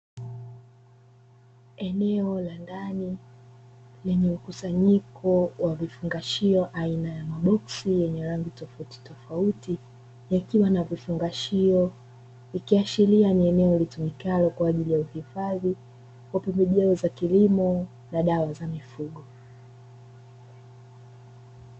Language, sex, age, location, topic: Swahili, female, 25-35, Dar es Salaam, agriculture